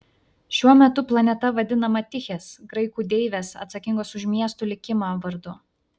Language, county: Lithuanian, Vilnius